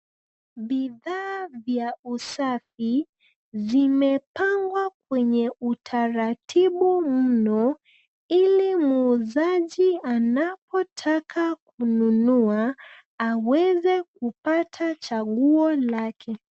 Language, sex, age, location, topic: Swahili, female, 25-35, Nairobi, finance